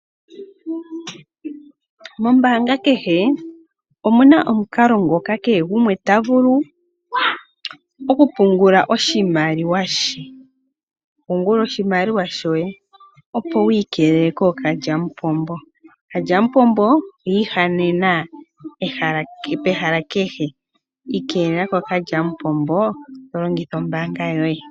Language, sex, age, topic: Oshiwambo, female, 18-24, finance